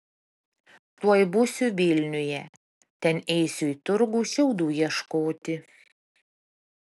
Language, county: Lithuanian, Panevėžys